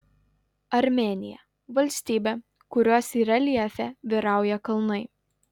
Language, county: Lithuanian, Utena